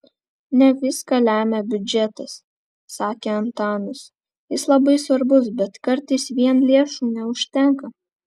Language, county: Lithuanian, Vilnius